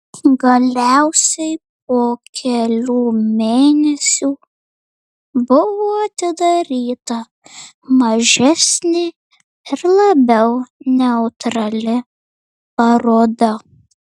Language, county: Lithuanian, Marijampolė